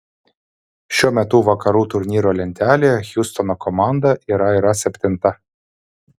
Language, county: Lithuanian, Vilnius